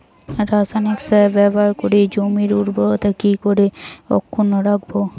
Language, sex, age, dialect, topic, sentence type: Bengali, female, 18-24, Rajbangshi, agriculture, question